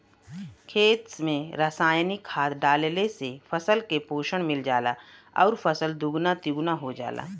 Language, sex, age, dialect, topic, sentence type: Bhojpuri, female, 36-40, Western, agriculture, statement